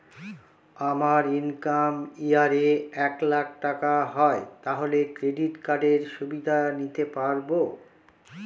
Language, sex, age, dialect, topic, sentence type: Bengali, male, 46-50, Northern/Varendri, banking, question